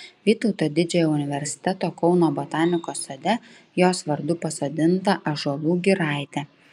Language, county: Lithuanian, Klaipėda